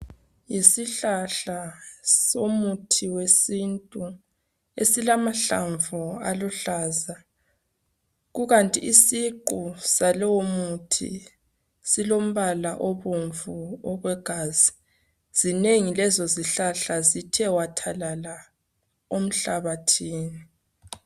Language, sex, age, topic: North Ndebele, female, 25-35, health